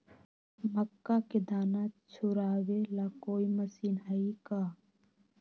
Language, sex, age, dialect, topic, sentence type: Magahi, female, 18-24, Western, agriculture, question